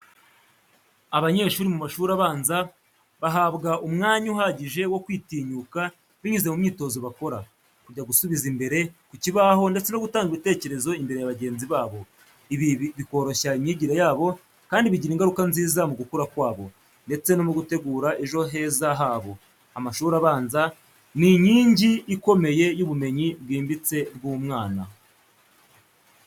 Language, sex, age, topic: Kinyarwanda, male, 18-24, education